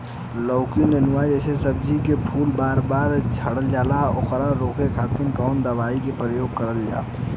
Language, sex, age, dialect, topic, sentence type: Bhojpuri, male, 18-24, Western, agriculture, question